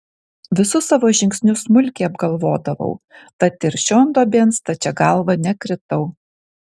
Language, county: Lithuanian, Kaunas